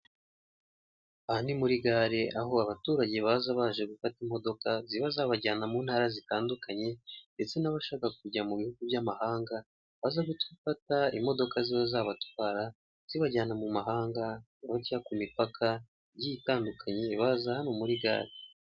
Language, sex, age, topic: Kinyarwanda, male, 18-24, government